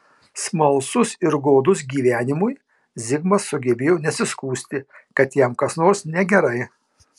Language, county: Lithuanian, Marijampolė